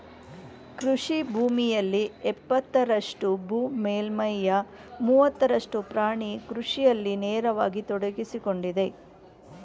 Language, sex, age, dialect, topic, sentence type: Kannada, female, 51-55, Mysore Kannada, agriculture, statement